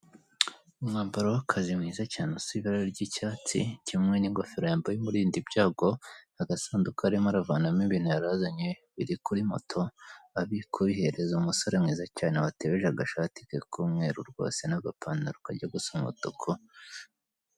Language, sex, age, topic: Kinyarwanda, male, 18-24, finance